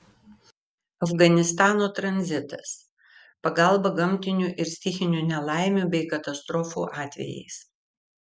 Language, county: Lithuanian, Vilnius